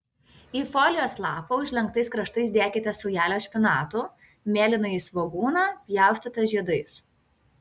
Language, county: Lithuanian, Kaunas